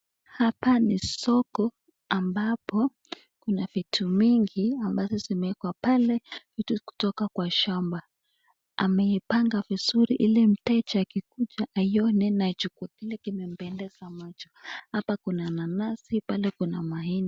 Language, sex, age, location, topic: Swahili, female, 18-24, Nakuru, finance